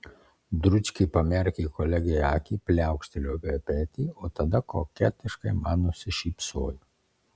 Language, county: Lithuanian, Marijampolė